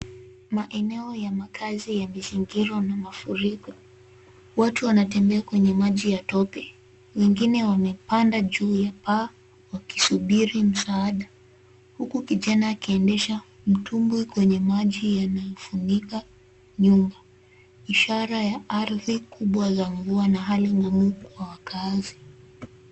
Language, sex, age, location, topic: Swahili, female, 18-24, Nairobi, health